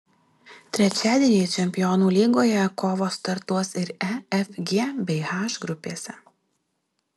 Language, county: Lithuanian, Alytus